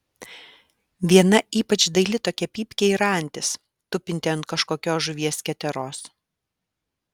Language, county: Lithuanian, Alytus